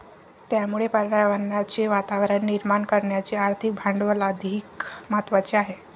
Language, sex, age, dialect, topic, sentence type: Marathi, female, 25-30, Varhadi, banking, statement